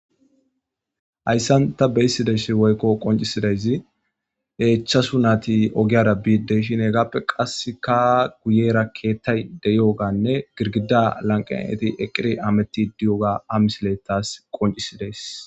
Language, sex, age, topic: Gamo, male, 18-24, government